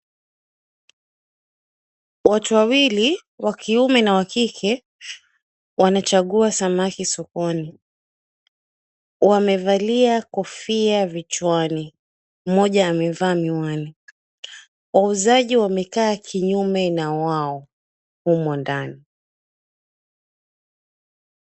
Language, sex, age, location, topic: Swahili, female, 25-35, Mombasa, agriculture